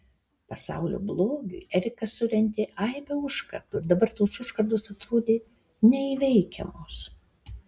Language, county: Lithuanian, Alytus